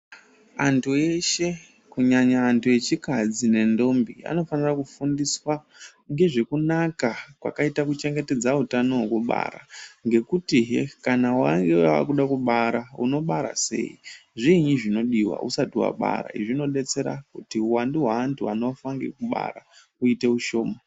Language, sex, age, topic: Ndau, female, 18-24, health